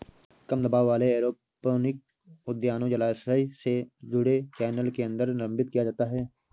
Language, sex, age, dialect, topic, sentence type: Hindi, male, 18-24, Awadhi Bundeli, agriculture, statement